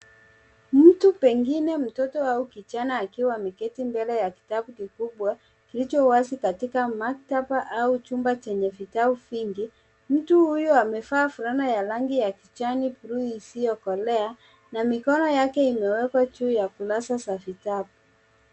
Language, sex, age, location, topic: Swahili, female, 25-35, Nairobi, education